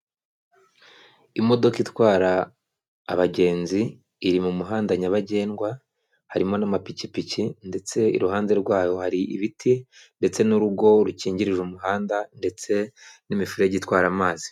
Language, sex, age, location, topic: Kinyarwanda, male, 25-35, Kigali, government